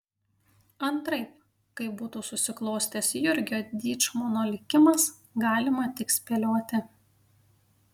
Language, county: Lithuanian, Panevėžys